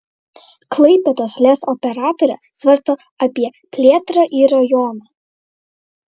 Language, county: Lithuanian, Vilnius